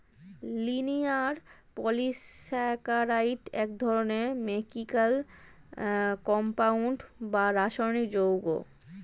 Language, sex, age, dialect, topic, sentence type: Bengali, female, 25-30, Standard Colloquial, agriculture, statement